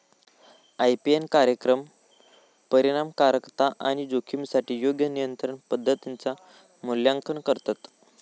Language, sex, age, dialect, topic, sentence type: Marathi, male, 18-24, Southern Konkan, agriculture, statement